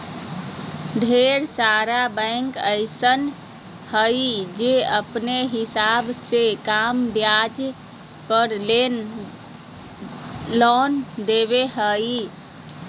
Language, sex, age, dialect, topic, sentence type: Magahi, female, 31-35, Southern, banking, statement